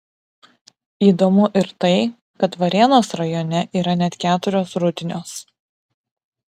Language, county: Lithuanian, Vilnius